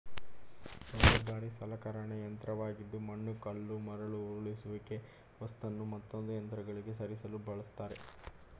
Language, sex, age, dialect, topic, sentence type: Kannada, male, 18-24, Mysore Kannada, agriculture, statement